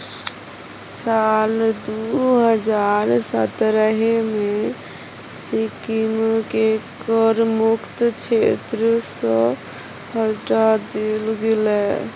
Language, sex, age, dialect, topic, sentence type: Maithili, female, 60-100, Bajjika, banking, statement